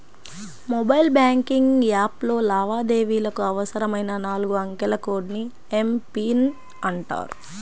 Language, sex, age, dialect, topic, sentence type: Telugu, female, 25-30, Central/Coastal, banking, statement